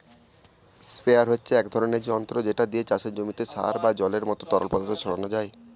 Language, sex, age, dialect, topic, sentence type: Bengali, male, 18-24, Northern/Varendri, agriculture, statement